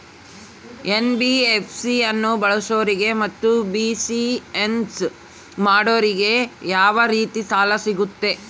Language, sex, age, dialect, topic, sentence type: Kannada, male, 18-24, Central, banking, question